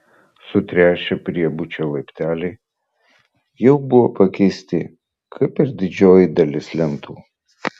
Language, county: Lithuanian, Vilnius